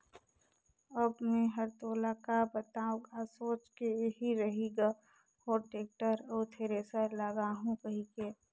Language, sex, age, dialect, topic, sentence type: Chhattisgarhi, female, 60-100, Northern/Bhandar, banking, statement